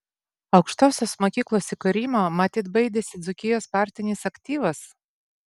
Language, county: Lithuanian, Vilnius